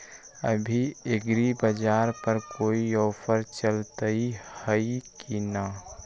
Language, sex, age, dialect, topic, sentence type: Magahi, male, 25-30, Western, agriculture, question